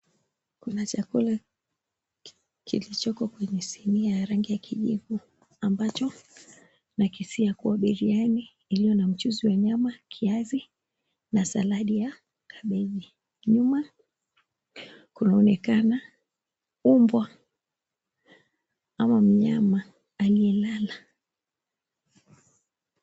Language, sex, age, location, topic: Swahili, female, 25-35, Mombasa, agriculture